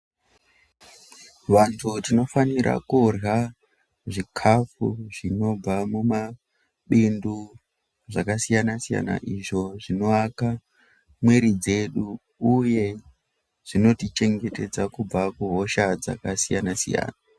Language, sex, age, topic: Ndau, female, 18-24, health